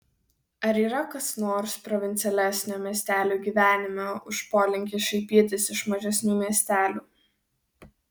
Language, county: Lithuanian, Vilnius